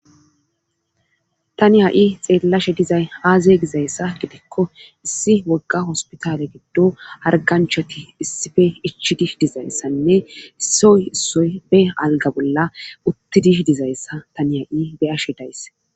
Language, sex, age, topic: Gamo, female, 25-35, government